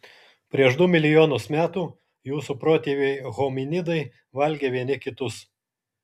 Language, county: Lithuanian, Kaunas